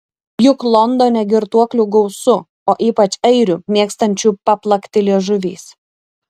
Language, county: Lithuanian, Šiauliai